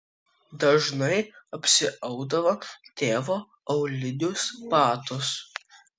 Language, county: Lithuanian, Kaunas